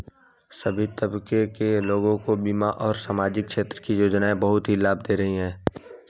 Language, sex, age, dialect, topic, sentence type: Hindi, female, 25-30, Hindustani Malvi Khadi Boli, banking, statement